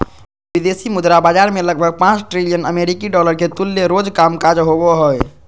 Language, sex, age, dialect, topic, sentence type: Magahi, male, 25-30, Southern, banking, statement